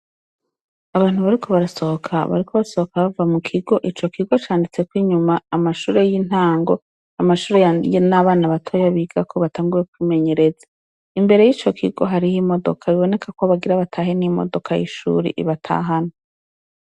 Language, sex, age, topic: Rundi, female, 36-49, education